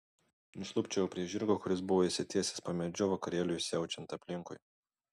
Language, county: Lithuanian, Vilnius